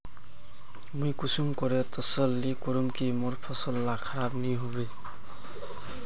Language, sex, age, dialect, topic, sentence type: Magahi, male, 25-30, Northeastern/Surjapuri, agriculture, question